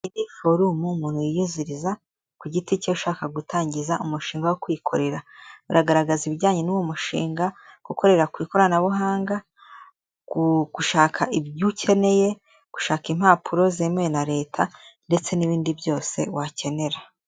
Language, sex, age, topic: Kinyarwanda, female, 18-24, government